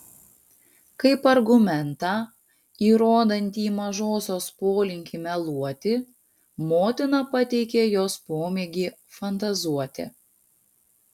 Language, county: Lithuanian, Panevėžys